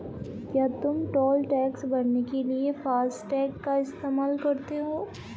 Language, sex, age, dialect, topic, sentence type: Hindi, female, 25-30, Marwari Dhudhari, banking, statement